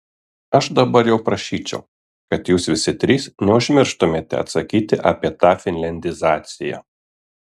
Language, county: Lithuanian, Kaunas